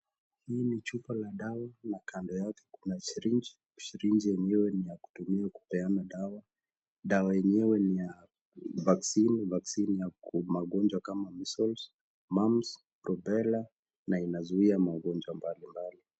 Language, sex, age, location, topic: Swahili, male, 25-35, Nakuru, health